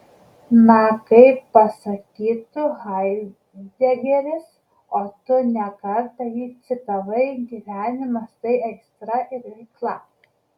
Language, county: Lithuanian, Kaunas